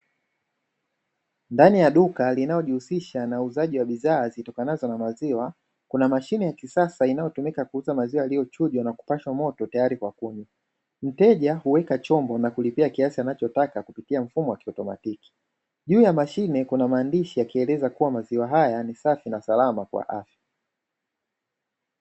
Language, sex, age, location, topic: Swahili, male, 25-35, Dar es Salaam, finance